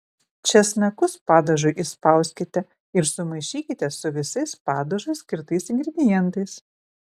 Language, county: Lithuanian, Vilnius